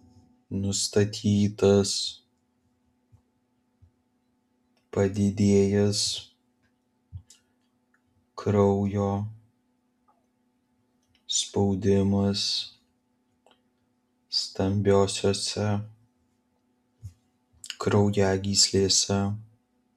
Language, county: Lithuanian, Vilnius